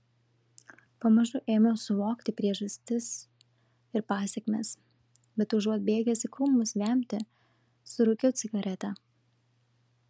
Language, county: Lithuanian, Šiauliai